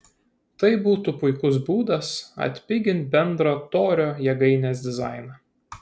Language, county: Lithuanian, Kaunas